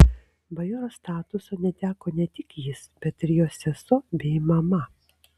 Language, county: Lithuanian, Kaunas